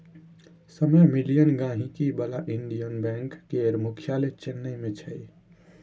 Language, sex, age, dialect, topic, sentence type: Maithili, male, 18-24, Bajjika, banking, statement